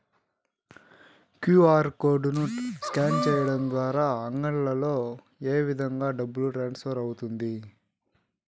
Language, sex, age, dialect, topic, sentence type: Telugu, male, 36-40, Southern, banking, question